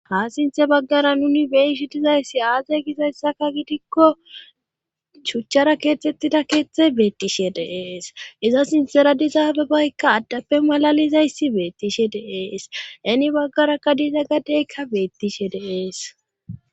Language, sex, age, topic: Gamo, female, 25-35, government